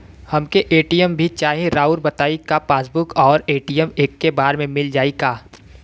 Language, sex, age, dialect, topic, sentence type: Bhojpuri, male, 18-24, Western, banking, question